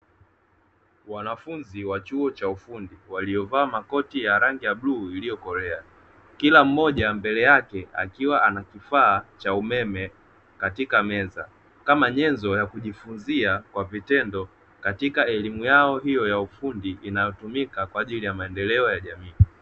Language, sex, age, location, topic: Swahili, male, 25-35, Dar es Salaam, education